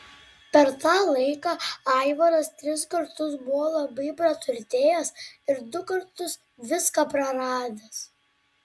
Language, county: Lithuanian, Klaipėda